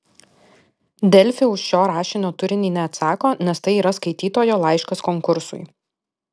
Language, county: Lithuanian, Alytus